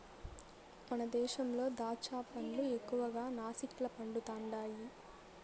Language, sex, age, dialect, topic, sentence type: Telugu, female, 18-24, Southern, agriculture, statement